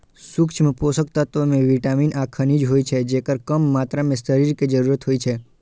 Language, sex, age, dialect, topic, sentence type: Maithili, male, 51-55, Eastern / Thethi, agriculture, statement